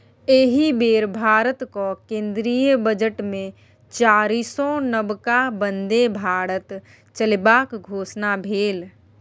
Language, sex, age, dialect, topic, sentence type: Maithili, female, 18-24, Bajjika, banking, statement